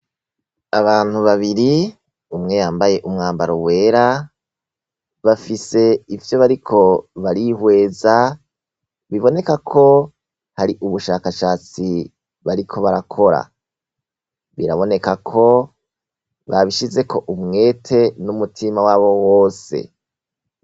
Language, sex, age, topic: Rundi, male, 36-49, education